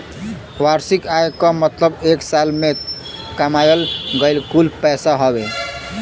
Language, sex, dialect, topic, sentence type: Bhojpuri, male, Western, banking, statement